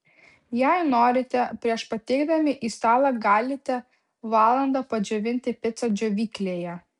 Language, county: Lithuanian, Vilnius